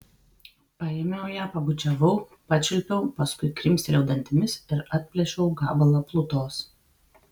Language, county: Lithuanian, Vilnius